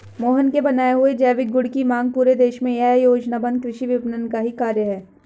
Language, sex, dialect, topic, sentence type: Hindi, female, Hindustani Malvi Khadi Boli, agriculture, statement